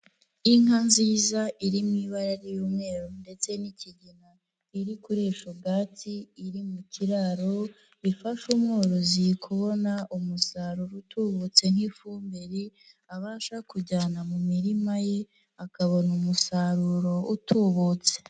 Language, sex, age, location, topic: Kinyarwanda, female, 18-24, Nyagatare, agriculture